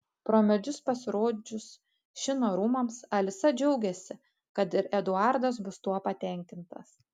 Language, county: Lithuanian, Panevėžys